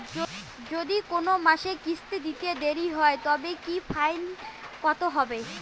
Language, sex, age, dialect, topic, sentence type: Bengali, female, 25-30, Rajbangshi, banking, question